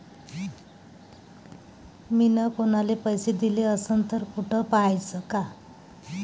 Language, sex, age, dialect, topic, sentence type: Marathi, male, 18-24, Varhadi, banking, question